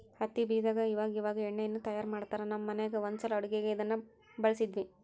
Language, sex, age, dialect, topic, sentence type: Kannada, female, 51-55, Central, agriculture, statement